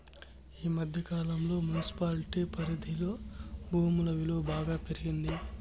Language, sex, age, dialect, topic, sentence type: Telugu, male, 25-30, Southern, banking, statement